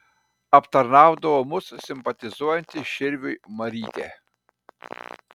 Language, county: Lithuanian, Panevėžys